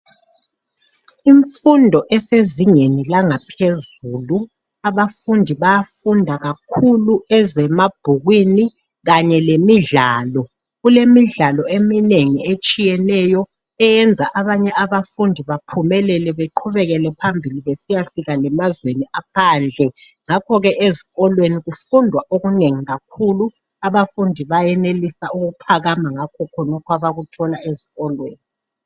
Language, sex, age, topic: North Ndebele, male, 50+, education